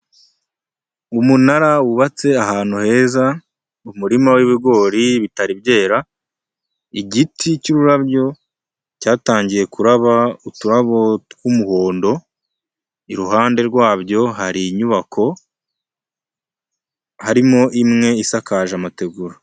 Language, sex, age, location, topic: Kinyarwanda, male, 25-35, Huye, government